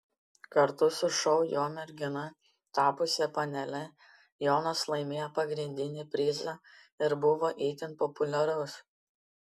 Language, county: Lithuanian, Panevėžys